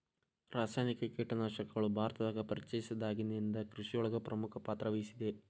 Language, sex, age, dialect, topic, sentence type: Kannada, male, 18-24, Dharwad Kannada, agriculture, statement